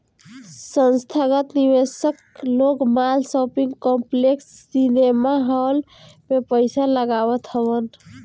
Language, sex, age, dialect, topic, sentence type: Bhojpuri, male, 18-24, Northern, banking, statement